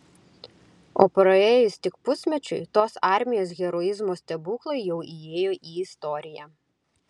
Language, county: Lithuanian, Klaipėda